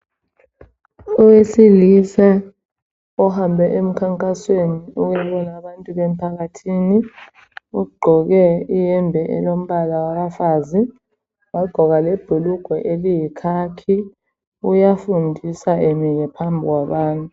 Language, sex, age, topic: North Ndebele, male, 25-35, health